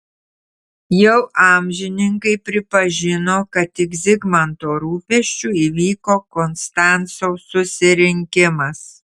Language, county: Lithuanian, Tauragė